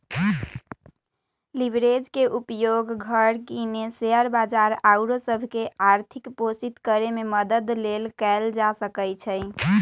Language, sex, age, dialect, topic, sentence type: Magahi, female, 18-24, Western, banking, statement